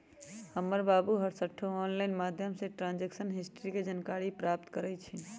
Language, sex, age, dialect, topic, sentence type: Magahi, male, 18-24, Western, banking, statement